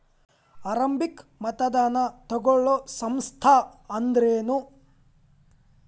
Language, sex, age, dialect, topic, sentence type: Kannada, male, 18-24, Dharwad Kannada, banking, question